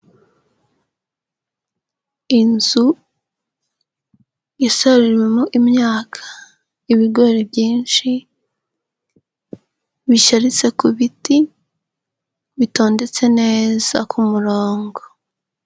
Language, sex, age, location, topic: Kinyarwanda, female, 18-24, Huye, agriculture